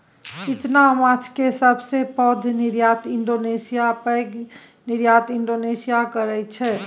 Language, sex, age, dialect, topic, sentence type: Maithili, female, 36-40, Bajjika, agriculture, statement